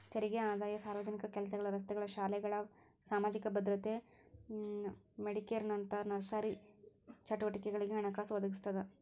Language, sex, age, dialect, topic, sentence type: Kannada, female, 18-24, Dharwad Kannada, banking, statement